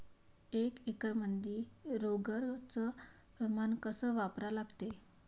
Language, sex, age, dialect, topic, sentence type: Marathi, female, 31-35, Varhadi, agriculture, question